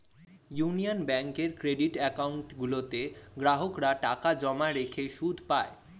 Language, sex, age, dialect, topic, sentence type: Bengali, male, 18-24, Standard Colloquial, banking, statement